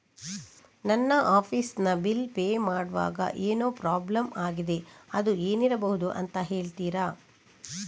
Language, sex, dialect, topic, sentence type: Kannada, female, Coastal/Dakshin, banking, question